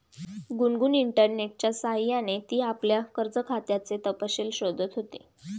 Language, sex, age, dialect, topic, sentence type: Marathi, female, 18-24, Standard Marathi, banking, statement